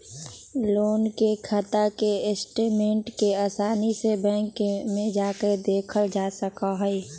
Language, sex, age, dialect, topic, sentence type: Magahi, female, 18-24, Western, banking, statement